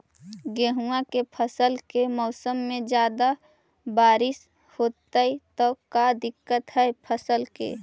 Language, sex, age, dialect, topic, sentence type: Magahi, female, 18-24, Central/Standard, agriculture, question